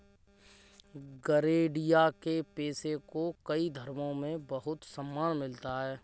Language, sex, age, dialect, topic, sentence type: Hindi, male, 25-30, Kanauji Braj Bhasha, agriculture, statement